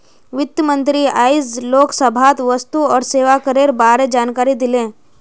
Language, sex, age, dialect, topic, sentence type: Magahi, female, 41-45, Northeastern/Surjapuri, banking, statement